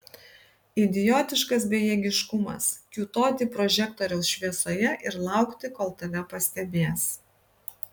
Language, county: Lithuanian, Kaunas